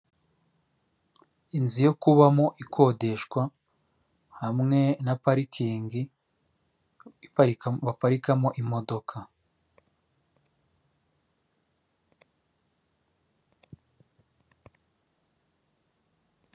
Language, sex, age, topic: Kinyarwanda, male, 36-49, finance